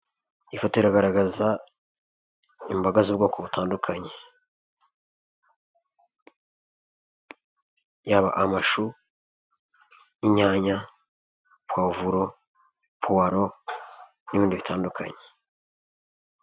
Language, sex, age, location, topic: Kinyarwanda, male, 25-35, Nyagatare, agriculture